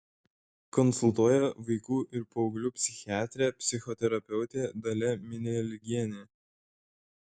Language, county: Lithuanian, Šiauliai